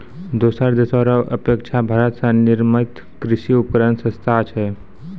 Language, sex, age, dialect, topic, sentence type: Maithili, male, 18-24, Angika, agriculture, statement